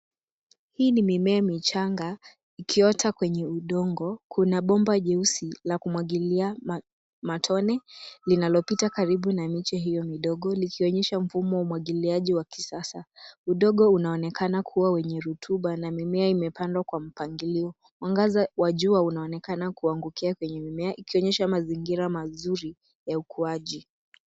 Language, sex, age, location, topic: Swahili, female, 18-24, Nairobi, agriculture